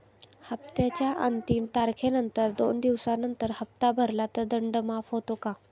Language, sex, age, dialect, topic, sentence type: Marathi, female, 18-24, Standard Marathi, banking, question